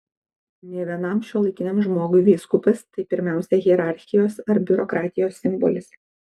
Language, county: Lithuanian, Kaunas